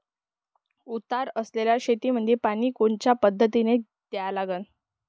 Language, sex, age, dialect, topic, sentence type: Marathi, female, 25-30, Varhadi, agriculture, question